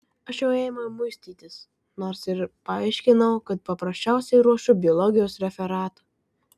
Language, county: Lithuanian, Kaunas